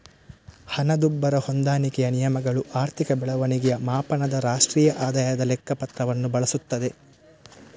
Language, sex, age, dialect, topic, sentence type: Kannada, male, 18-24, Coastal/Dakshin, banking, statement